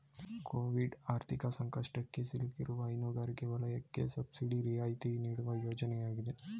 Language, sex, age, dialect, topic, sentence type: Kannada, male, 18-24, Mysore Kannada, agriculture, statement